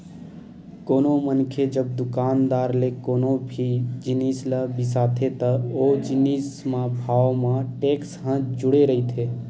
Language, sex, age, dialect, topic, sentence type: Chhattisgarhi, male, 18-24, Western/Budati/Khatahi, banking, statement